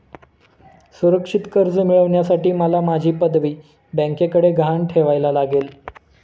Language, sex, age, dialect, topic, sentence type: Marathi, male, 25-30, Standard Marathi, banking, statement